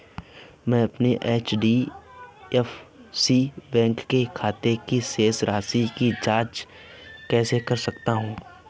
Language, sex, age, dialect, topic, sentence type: Hindi, male, 25-30, Awadhi Bundeli, banking, question